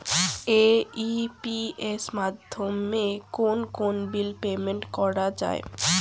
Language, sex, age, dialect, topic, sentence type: Bengali, female, <18, Rajbangshi, banking, question